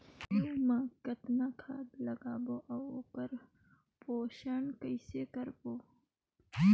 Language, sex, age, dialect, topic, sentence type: Chhattisgarhi, female, 25-30, Northern/Bhandar, agriculture, question